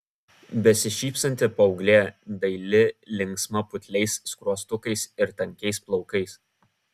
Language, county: Lithuanian, Kaunas